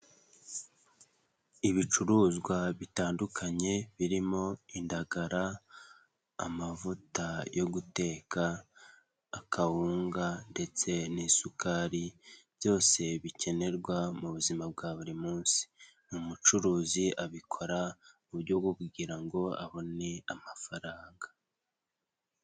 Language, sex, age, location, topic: Kinyarwanda, male, 18-24, Nyagatare, finance